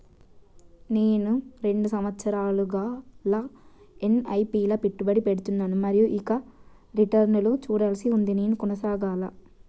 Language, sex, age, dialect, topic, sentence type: Telugu, female, 18-24, Telangana, banking, question